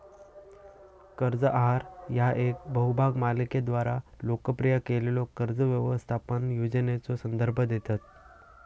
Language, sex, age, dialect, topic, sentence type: Marathi, male, 18-24, Southern Konkan, banking, statement